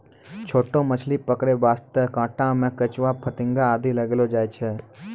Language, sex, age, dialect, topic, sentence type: Maithili, male, 18-24, Angika, agriculture, statement